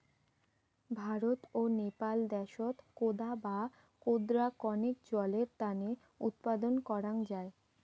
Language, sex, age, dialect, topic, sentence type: Bengali, female, 18-24, Rajbangshi, agriculture, statement